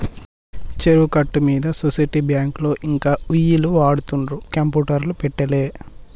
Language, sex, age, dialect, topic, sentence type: Telugu, male, 18-24, Telangana, banking, statement